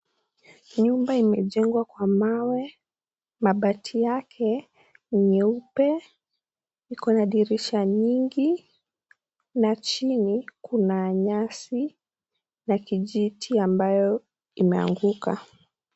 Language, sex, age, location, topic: Swahili, female, 18-24, Kisii, education